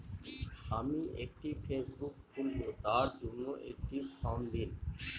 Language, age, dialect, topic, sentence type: Bengali, 60-100, Northern/Varendri, banking, question